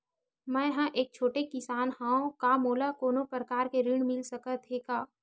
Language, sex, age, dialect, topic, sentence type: Chhattisgarhi, female, 31-35, Western/Budati/Khatahi, banking, question